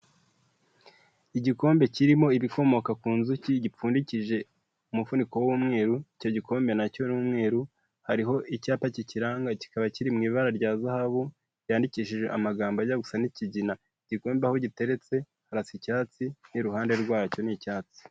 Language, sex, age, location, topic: Kinyarwanda, male, 18-24, Kigali, health